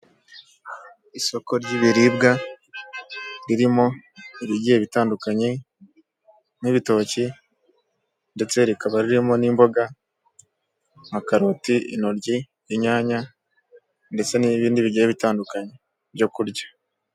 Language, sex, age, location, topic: Kinyarwanda, male, 18-24, Kigali, finance